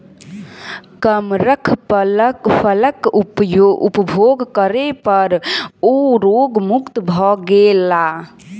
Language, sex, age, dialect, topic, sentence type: Maithili, female, 18-24, Southern/Standard, agriculture, statement